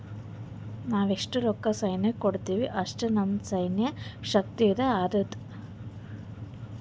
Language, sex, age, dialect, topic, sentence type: Kannada, female, 18-24, Northeastern, banking, statement